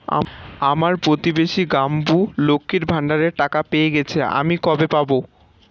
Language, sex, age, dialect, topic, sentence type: Bengali, male, 18-24, Standard Colloquial, banking, question